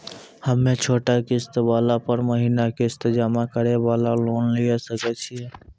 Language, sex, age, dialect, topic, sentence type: Maithili, male, 18-24, Angika, banking, question